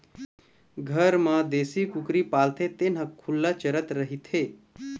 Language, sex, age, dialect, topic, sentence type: Chhattisgarhi, male, 25-30, Eastern, agriculture, statement